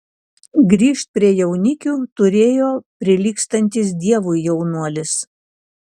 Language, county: Lithuanian, Kaunas